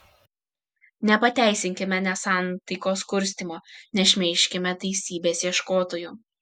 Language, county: Lithuanian, Kaunas